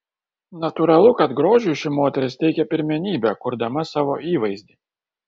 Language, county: Lithuanian, Kaunas